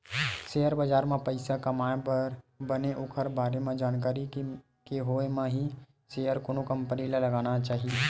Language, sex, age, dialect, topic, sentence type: Chhattisgarhi, male, 18-24, Western/Budati/Khatahi, banking, statement